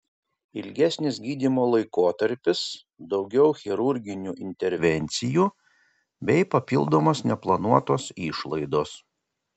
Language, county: Lithuanian, Kaunas